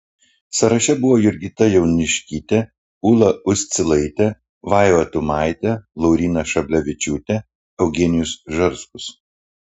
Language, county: Lithuanian, Panevėžys